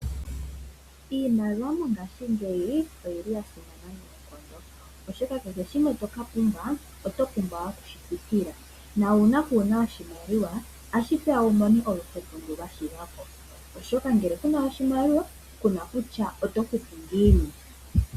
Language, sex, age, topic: Oshiwambo, female, 18-24, finance